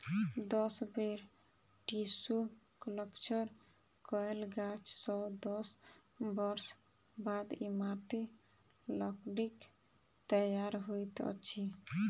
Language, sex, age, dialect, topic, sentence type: Maithili, female, 18-24, Southern/Standard, agriculture, statement